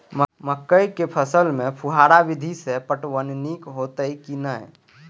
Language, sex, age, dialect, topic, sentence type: Maithili, male, 18-24, Eastern / Thethi, agriculture, question